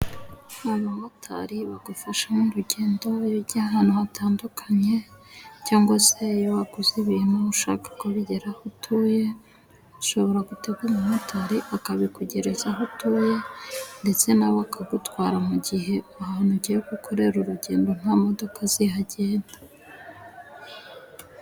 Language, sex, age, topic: Kinyarwanda, female, 18-24, government